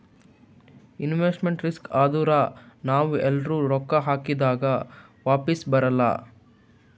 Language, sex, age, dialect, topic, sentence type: Kannada, male, 18-24, Northeastern, banking, statement